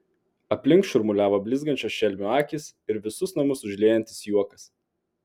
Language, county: Lithuanian, Vilnius